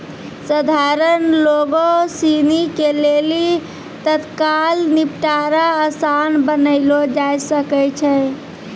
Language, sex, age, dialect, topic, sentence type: Maithili, female, 18-24, Angika, banking, statement